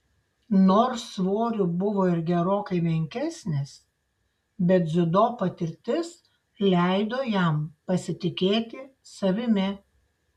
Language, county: Lithuanian, Šiauliai